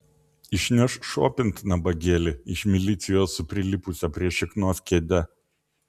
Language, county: Lithuanian, Vilnius